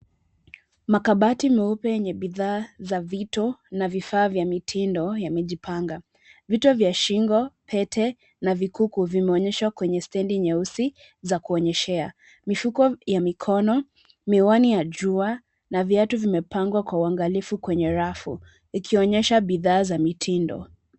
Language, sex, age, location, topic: Swahili, female, 25-35, Nairobi, finance